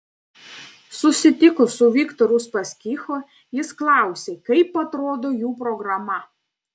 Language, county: Lithuanian, Panevėžys